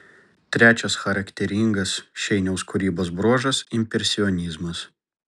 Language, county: Lithuanian, Vilnius